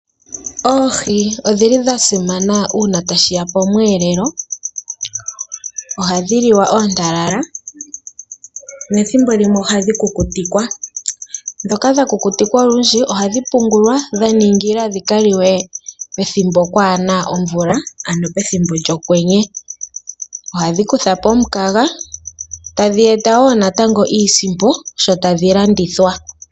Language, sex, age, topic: Oshiwambo, female, 18-24, agriculture